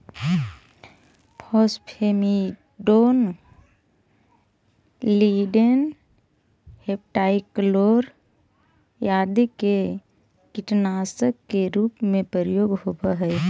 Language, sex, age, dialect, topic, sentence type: Magahi, male, 18-24, Central/Standard, banking, statement